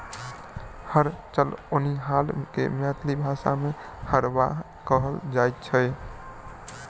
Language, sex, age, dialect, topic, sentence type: Maithili, male, 18-24, Southern/Standard, agriculture, statement